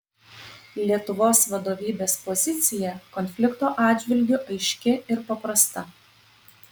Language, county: Lithuanian, Panevėžys